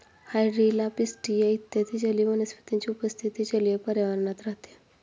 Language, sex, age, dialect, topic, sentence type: Marathi, female, 25-30, Standard Marathi, agriculture, statement